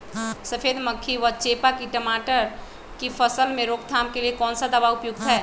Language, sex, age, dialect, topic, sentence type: Magahi, male, 36-40, Western, agriculture, question